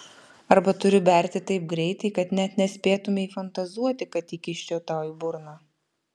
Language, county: Lithuanian, Vilnius